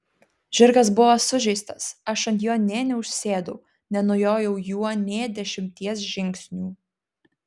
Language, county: Lithuanian, Klaipėda